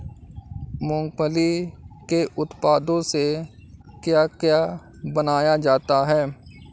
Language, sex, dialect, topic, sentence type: Hindi, male, Awadhi Bundeli, agriculture, statement